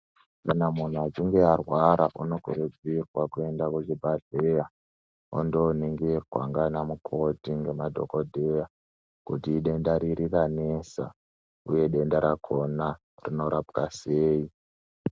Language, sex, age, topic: Ndau, male, 18-24, health